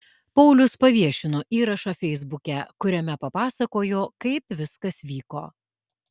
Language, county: Lithuanian, Alytus